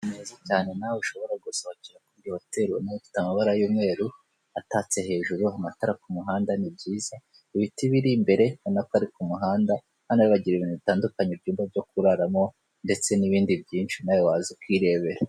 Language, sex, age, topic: Kinyarwanda, female, 18-24, government